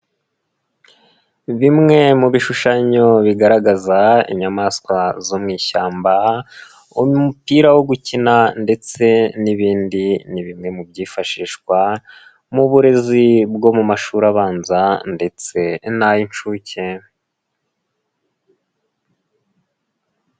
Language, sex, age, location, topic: Kinyarwanda, male, 18-24, Nyagatare, education